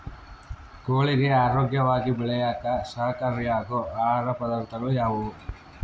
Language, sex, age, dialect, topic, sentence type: Kannada, male, 41-45, Central, agriculture, question